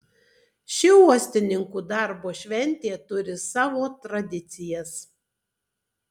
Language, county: Lithuanian, Tauragė